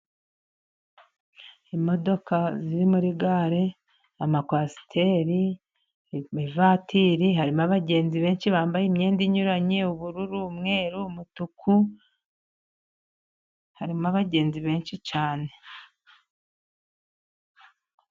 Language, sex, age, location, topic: Kinyarwanda, female, 50+, Musanze, government